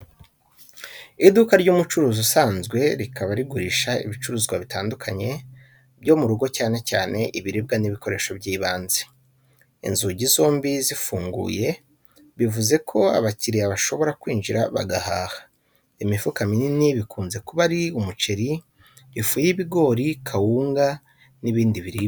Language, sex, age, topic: Kinyarwanda, male, 25-35, education